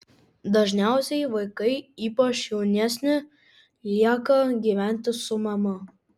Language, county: Lithuanian, Kaunas